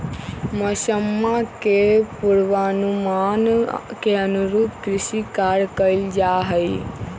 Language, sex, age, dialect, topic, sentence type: Magahi, female, 18-24, Western, agriculture, statement